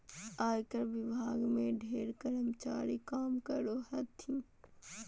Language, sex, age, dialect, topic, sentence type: Magahi, female, 18-24, Southern, banking, statement